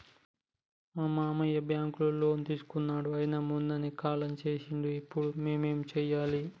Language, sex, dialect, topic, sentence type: Telugu, male, Telangana, banking, question